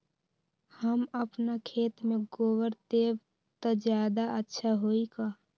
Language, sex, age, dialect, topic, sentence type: Magahi, female, 18-24, Western, agriculture, question